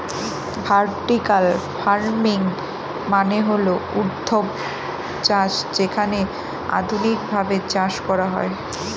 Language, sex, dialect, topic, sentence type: Bengali, female, Northern/Varendri, agriculture, statement